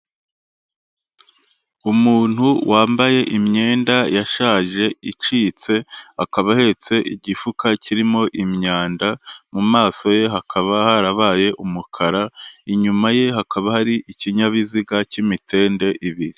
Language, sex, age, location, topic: Kinyarwanda, male, 25-35, Kigali, health